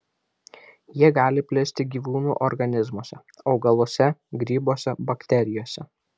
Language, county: Lithuanian, Vilnius